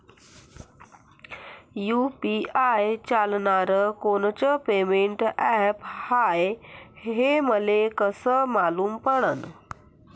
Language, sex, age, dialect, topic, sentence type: Marathi, female, 41-45, Varhadi, banking, question